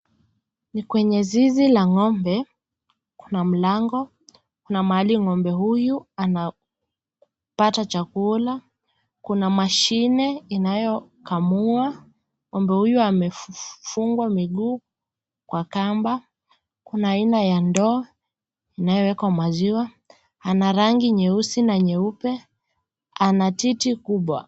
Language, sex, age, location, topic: Swahili, female, 18-24, Nakuru, agriculture